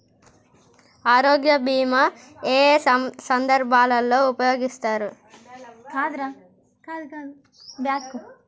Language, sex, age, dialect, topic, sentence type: Telugu, male, 51-55, Telangana, banking, question